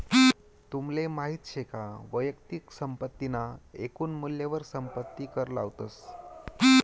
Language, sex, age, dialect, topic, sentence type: Marathi, male, 25-30, Northern Konkan, banking, statement